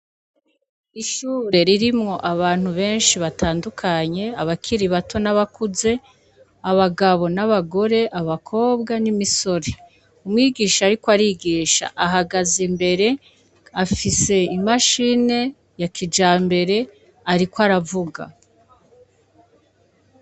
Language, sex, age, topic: Rundi, female, 25-35, education